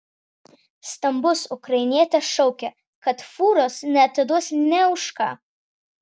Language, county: Lithuanian, Vilnius